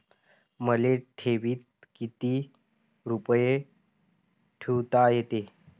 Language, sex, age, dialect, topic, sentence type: Marathi, male, 18-24, Varhadi, banking, question